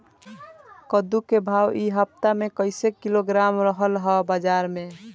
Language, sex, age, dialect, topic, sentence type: Bhojpuri, male, <18, Southern / Standard, agriculture, question